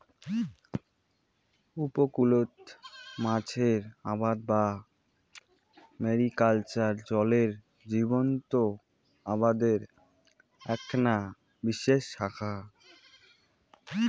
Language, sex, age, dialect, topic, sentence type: Bengali, male, 18-24, Rajbangshi, agriculture, statement